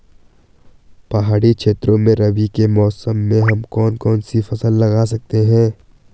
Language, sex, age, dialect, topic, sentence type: Hindi, male, 18-24, Garhwali, agriculture, question